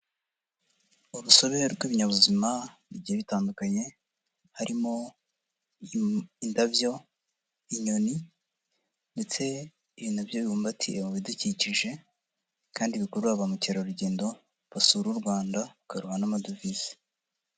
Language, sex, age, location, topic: Kinyarwanda, male, 50+, Huye, agriculture